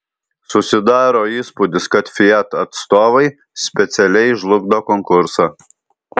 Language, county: Lithuanian, Alytus